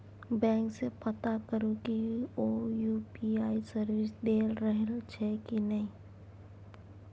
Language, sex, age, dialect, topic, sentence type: Maithili, female, 25-30, Bajjika, banking, statement